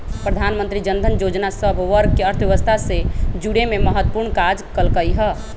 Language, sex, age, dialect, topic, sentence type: Magahi, male, 18-24, Western, banking, statement